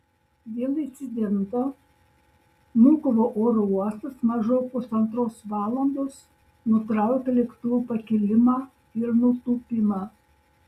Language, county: Lithuanian, Šiauliai